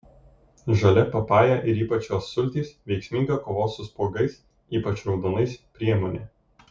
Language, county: Lithuanian, Kaunas